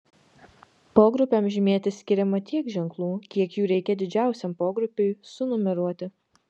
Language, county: Lithuanian, Vilnius